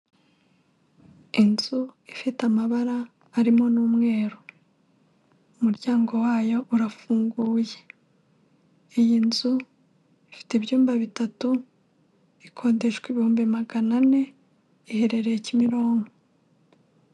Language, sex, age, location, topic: Kinyarwanda, female, 25-35, Kigali, finance